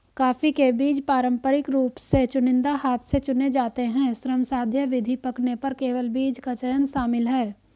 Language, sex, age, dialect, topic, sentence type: Hindi, female, 18-24, Hindustani Malvi Khadi Boli, agriculture, statement